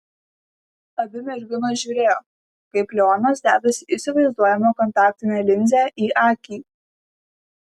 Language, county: Lithuanian, Klaipėda